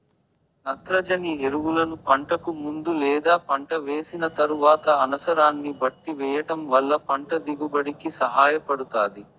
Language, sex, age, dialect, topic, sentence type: Telugu, male, 18-24, Southern, agriculture, statement